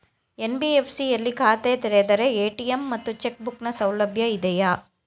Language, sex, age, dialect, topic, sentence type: Kannada, female, 36-40, Mysore Kannada, banking, question